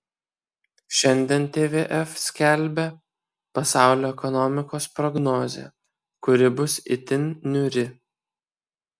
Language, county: Lithuanian, Kaunas